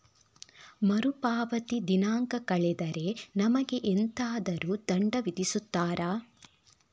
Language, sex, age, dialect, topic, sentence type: Kannada, female, 36-40, Coastal/Dakshin, banking, question